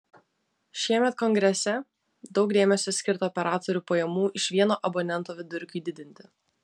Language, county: Lithuanian, Vilnius